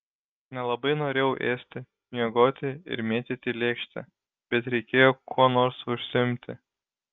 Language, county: Lithuanian, Šiauliai